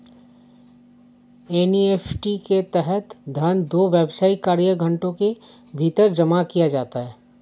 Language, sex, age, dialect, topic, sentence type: Hindi, male, 31-35, Awadhi Bundeli, banking, statement